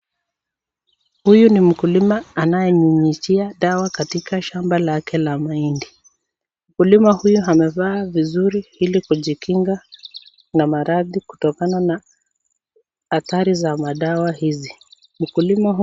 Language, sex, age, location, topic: Swahili, female, 36-49, Nakuru, health